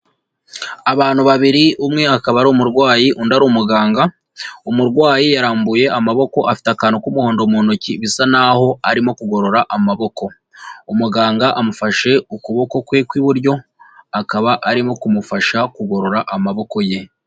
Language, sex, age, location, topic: Kinyarwanda, female, 36-49, Huye, health